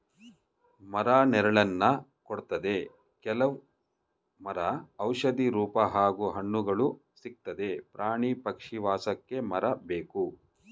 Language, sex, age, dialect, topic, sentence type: Kannada, male, 46-50, Mysore Kannada, agriculture, statement